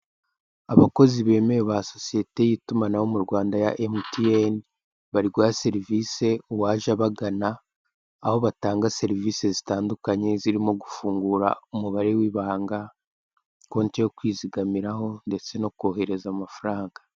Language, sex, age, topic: Kinyarwanda, male, 18-24, finance